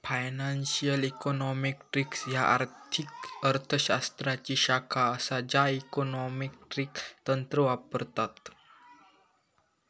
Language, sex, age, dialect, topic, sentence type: Marathi, male, 18-24, Southern Konkan, banking, statement